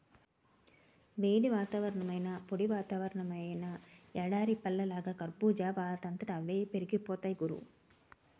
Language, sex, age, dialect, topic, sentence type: Telugu, female, 36-40, Utterandhra, agriculture, statement